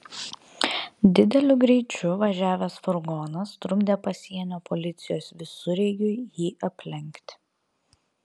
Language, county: Lithuanian, Vilnius